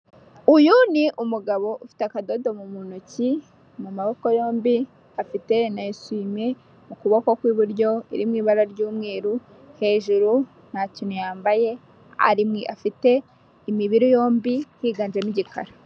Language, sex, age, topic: Kinyarwanda, female, 18-24, health